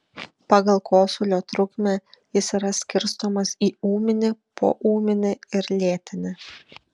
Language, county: Lithuanian, Šiauliai